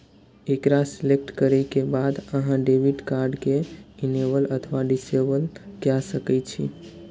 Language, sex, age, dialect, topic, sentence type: Maithili, male, 18-24, Eastern / Thethi, banking, statement